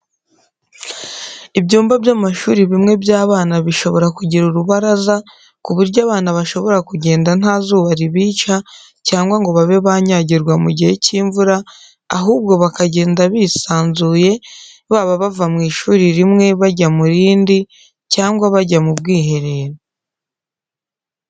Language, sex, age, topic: Kinyarwanda, female, 18-24, education